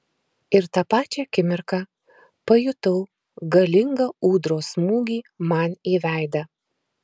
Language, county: Lithuanian, Marijampolė